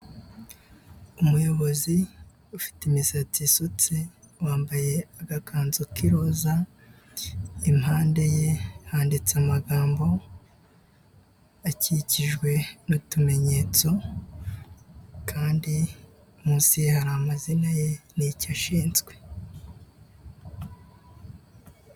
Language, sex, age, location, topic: Kinyarwanda, male, 18-24, Huye, health